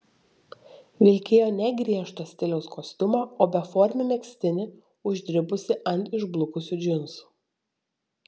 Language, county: Lithuanian, Šiauliai